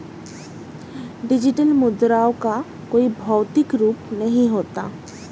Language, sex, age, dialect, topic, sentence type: Hindi, female, 31-35, Hindustani Malvi Khadi Boli, banking, statement